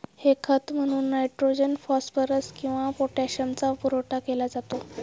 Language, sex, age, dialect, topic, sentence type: Marathi, female, 36-40, Standard Marathi, agriculture, statement